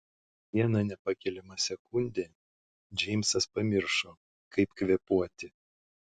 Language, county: Lithuanian, Šiauliai